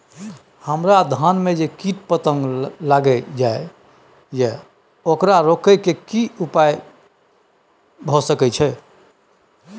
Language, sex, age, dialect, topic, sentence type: Maithili, male, 51-55, Bajjika, agriculture, question